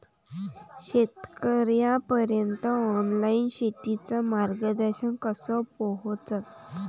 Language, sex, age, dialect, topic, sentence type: Marathi, female, 18-24, Varhadi, agriculture, question